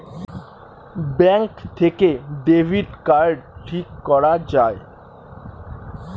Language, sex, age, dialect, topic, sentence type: Bengali, male, <18, Standard Colloquial, banking, statement